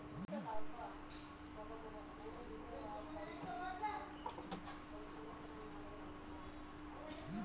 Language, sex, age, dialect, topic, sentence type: Kannada, female, 18-24, Central, banking, question